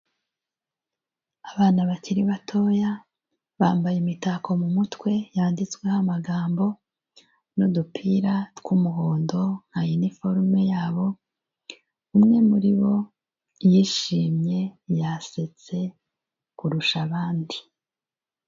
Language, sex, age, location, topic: Kinyarwanda, female, 36-49, Kigali, health